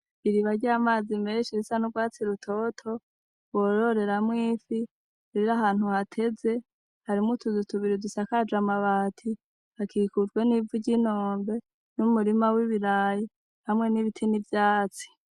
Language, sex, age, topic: Rundi, female, 25-35, agriculture